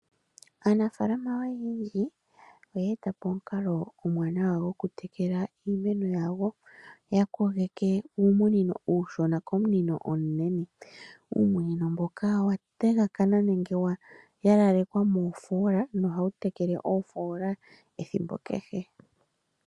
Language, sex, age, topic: Oshiwambo, female, 25-35, agriculture